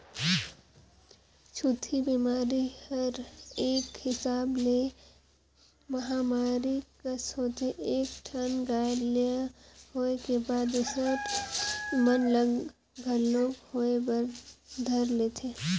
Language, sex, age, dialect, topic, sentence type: Chhattisgarhi, female, 18-24, Northern/Bhandar, agriculture, statement